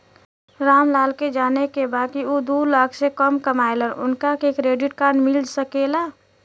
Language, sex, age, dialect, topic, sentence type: Bhojpuri, female, 18-24, Western, banking, question